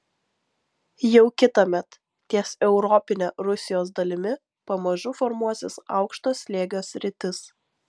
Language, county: Lithuanian, Vilnius